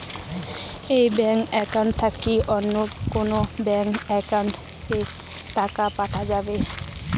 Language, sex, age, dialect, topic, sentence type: Bengali, female, 18-24, Rajbangshi, banking, question